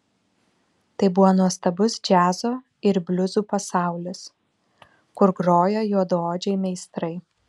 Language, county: Lithuanian, Vilnius